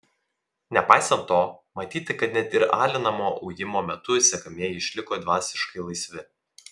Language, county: Lithuanian, Vilnius